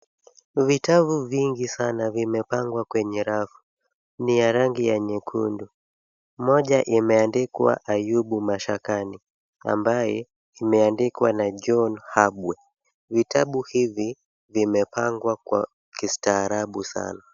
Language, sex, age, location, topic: Swahili, male, 25-35, Kisumu, education